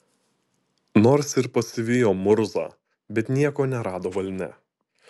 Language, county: Lithuanian, Utena